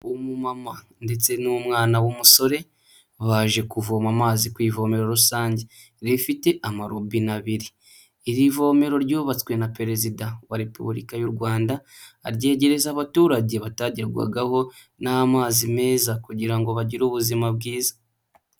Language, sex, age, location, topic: Kinyarwanda, male, 25-35, Huye, health